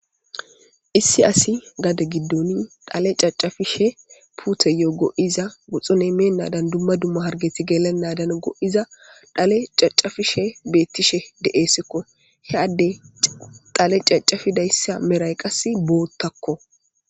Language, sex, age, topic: Gamo, female, 18-24, agriculture